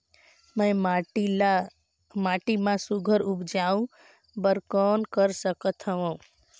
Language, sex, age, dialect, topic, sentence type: Chhattisgarhi, female, 18-24, Northern/Bhandar, agriculture, question